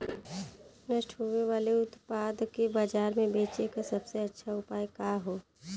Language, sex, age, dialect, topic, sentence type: Bhojpuri, female, 25-30, Western, agriculture, statement